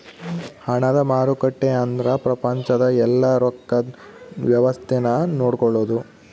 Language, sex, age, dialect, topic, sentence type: Kannada, male, 18-24, Central, banking, statement